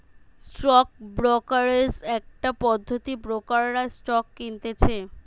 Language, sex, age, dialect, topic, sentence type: Bengali, female, 25-30, Western, banking, statement